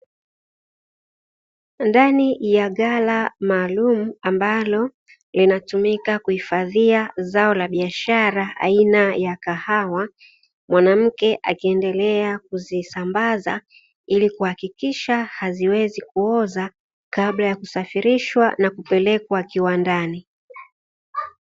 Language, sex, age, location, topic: Swahili, female, 25-35, Dar es Salaam, agriculture